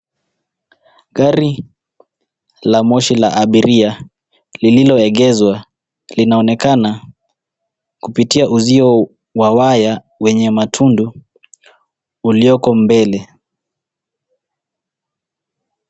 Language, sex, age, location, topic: Swahili, male, 18-24, Nairobi, government